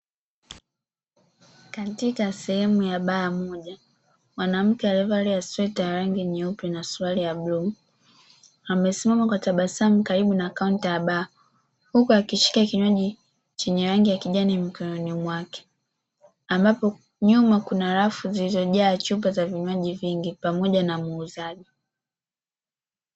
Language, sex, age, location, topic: Swahili, female, 25-35, Dar es Salaam, finance